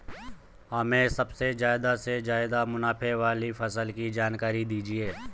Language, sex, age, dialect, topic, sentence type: Hindi, male, 25-30, Garhwali, agriculture, question